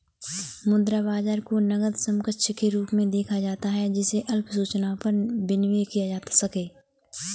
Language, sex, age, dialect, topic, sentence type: Hindi, female, 18-24, Kanauji Braj Bhasha, banking, statement